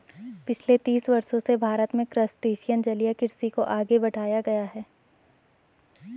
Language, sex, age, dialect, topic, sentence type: Hindi, female, 18-24, Garhwali, agriculture, statement